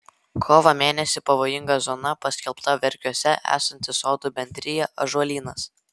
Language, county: Lithuanian, Vilnius